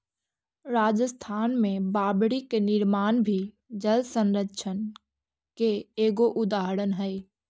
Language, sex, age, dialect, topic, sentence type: Magahi, female, 46-50, Central/Standard, agriculture, statement